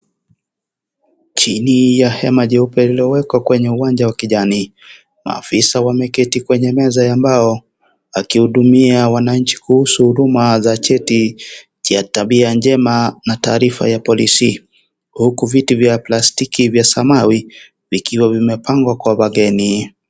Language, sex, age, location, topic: Swahili, male, 25-35, Kisii, government